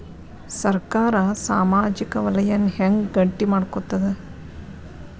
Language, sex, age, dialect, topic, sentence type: Kannada, female, 36-40, Dharwad Kannada, banking, question